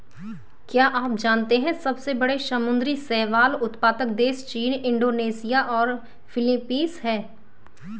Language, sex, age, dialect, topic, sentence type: Hindi, male, 25-30, Hindustani Malvi Khadi Boli, agriculture, statement